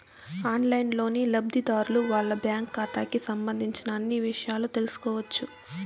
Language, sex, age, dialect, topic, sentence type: Telugu, female, 18-24, Southern, banking, statement